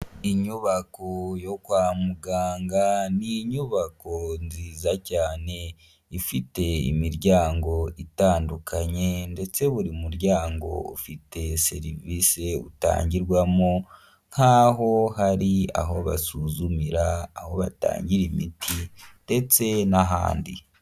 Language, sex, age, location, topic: Kinyarwanda, male, 25-35, Huye, health